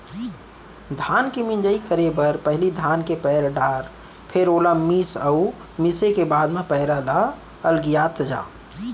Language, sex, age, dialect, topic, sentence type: Chhattisgarhi, male, 25-30, Central, agriculture, statement